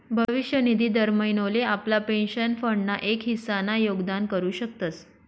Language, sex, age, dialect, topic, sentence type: Marathi, female, 31-35, Northern Konkan, banking, statement